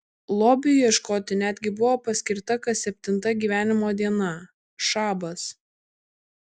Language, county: Lithuanian, Kaunas